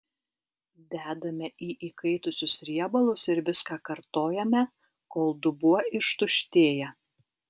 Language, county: Lithuanian, Alytus